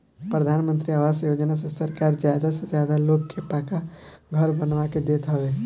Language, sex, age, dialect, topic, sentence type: Bhojpuri, male, <18, Northern, agriculture, statement